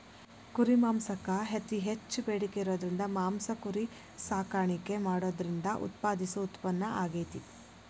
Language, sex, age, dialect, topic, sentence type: Kannada, female, 25-30, Dharwad Kannada, agriculture, statement